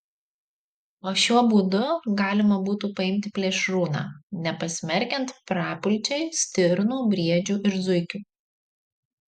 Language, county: Lithuanian, Marijampolė